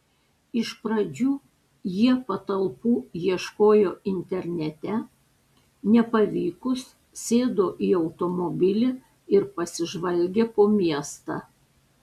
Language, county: Lithuanian, Panevėžys